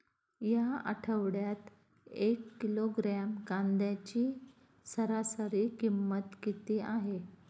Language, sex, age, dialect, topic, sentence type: Marathi, female, 25-30, Standard Marathi, agriculture, question